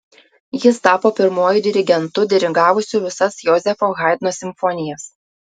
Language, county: Lithuanian, Telšiai